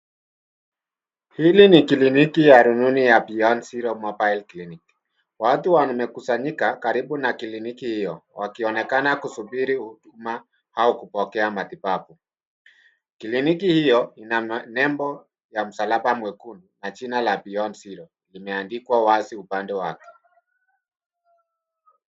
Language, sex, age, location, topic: Swahili, male, 50+, Nairobi, health